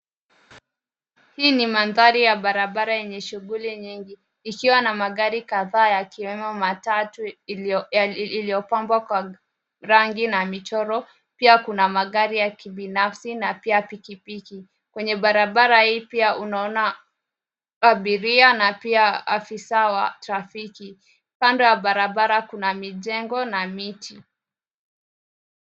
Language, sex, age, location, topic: Swahili, female, 25-35, Nairobi, government